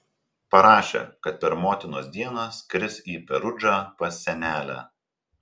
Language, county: Lithuanian, Telšiai